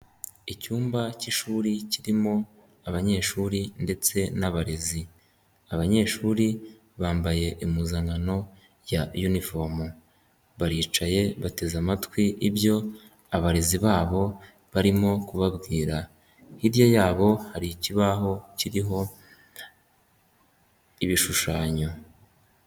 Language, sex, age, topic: Kinyarwanda, male, 18-24, education